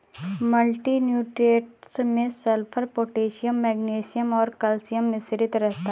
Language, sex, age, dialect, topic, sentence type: Hindi, female, 18-24, Awadhi Bundeli, agriculture, statement